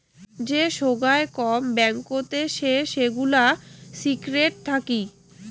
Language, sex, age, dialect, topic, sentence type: Bengali, female, 18-24, Rajbangshi, banking, statement